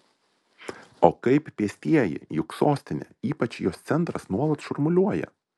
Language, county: Lithuanian, Vilnius